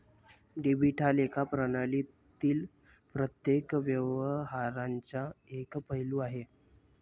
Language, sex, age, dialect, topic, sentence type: Marathi, male, 25-30, Varhadi, banking, statement